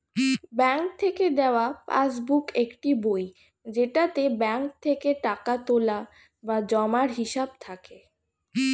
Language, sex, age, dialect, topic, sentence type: Bengali, female, 36-40, Standard Colloquial, banking, statement